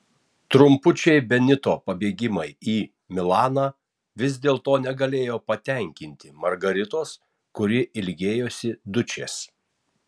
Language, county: Lithuanian, Tauragė